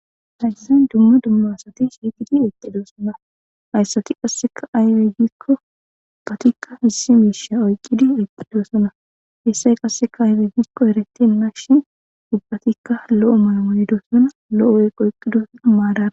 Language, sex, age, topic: Gamo, female, 18-24, government